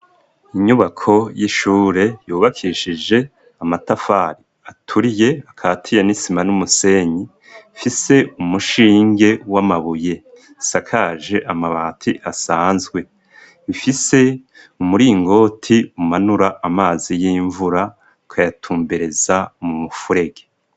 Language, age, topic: Rundi, 25-35, education